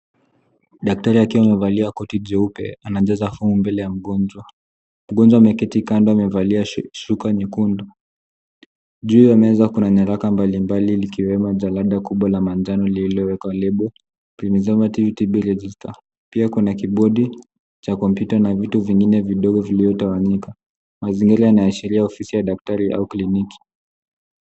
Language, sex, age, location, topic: Swahili, male, 18-24, Nairobi, health